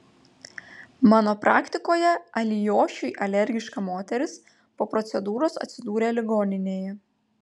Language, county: Lithuanian, Panevėžys